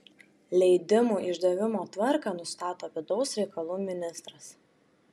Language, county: Lithuanian, Šiauliai